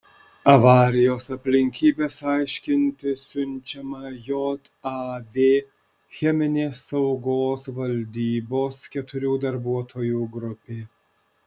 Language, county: Lithuanian, Alytus